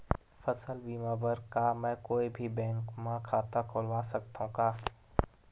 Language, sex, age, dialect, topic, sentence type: Chhattisgarhi, male, 18-24, Western/Budati/Khatahi, agriculture, question